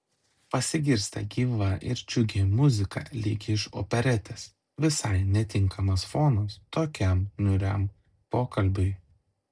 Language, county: Lithuanian, Klaipėda